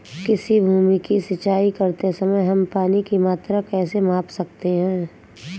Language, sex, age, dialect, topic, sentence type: Hindi, female, 18-24, Marwari Dhudhari, agriculture, question